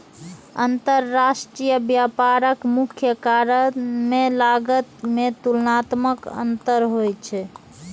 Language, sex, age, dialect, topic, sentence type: Maithili, female, 36-40, Eastern / Thethi, banking, statement